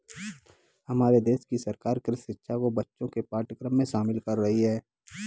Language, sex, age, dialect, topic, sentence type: Hindi, male, 18-24, Kanauji Braj Bhasha, agriculture, statement